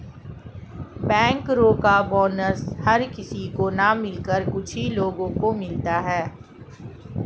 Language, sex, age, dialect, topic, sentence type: Hindi, female, 41-45, Marwari Dhudhari, banking, statement